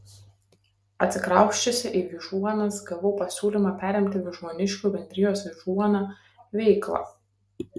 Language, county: Lithuanian, Kaunas